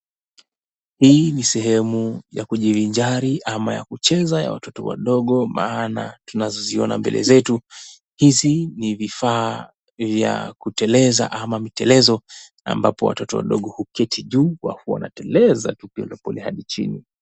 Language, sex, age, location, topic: Swahili, male, 18-24, Mombasa, education